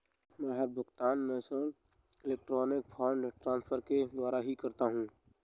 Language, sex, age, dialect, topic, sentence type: Hindi, male, 18-24, Awadhi Bundeli, banking, statement